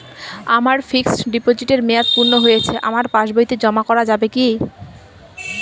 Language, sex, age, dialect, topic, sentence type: Bengali, female, 18-24, Northern/Varendri, banking, question